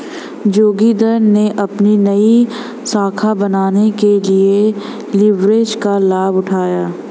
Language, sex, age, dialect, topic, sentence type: Hindi, female, 18-24, Hindustani Malvi Khadi Boli, banking, statement